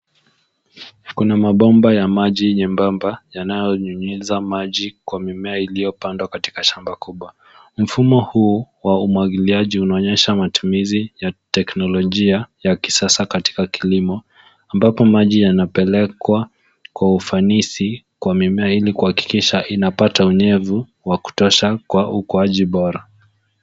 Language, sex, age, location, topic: Swahili, male, 18-24, Nairobi, agriculture